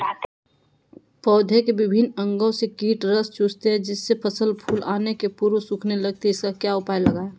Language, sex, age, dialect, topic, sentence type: Magahi, male, 18-24, Western, agriculture, question